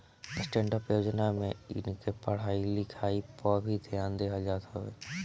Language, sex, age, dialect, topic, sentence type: Bhojpuri, male, 18-24, Northern, banking, statement